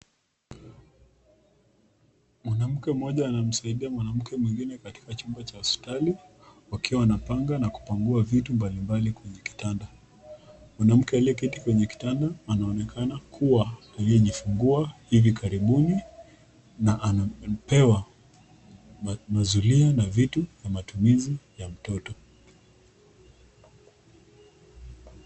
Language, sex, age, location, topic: Swahili, female, 25-35, Nakuru, health